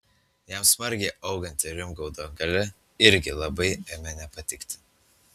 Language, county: Lithuanian, Utena